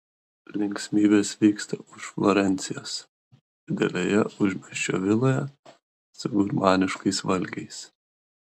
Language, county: Lithuanian, Kaunas